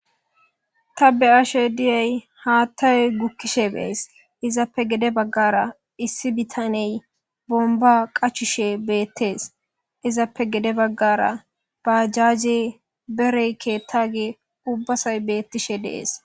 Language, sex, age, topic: Gamo, female, 18-24, government